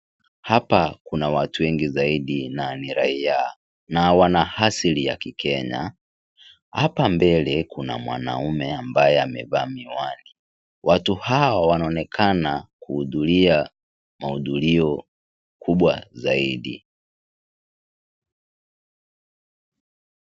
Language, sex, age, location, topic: Swahili, male, 18-24, Kisii, government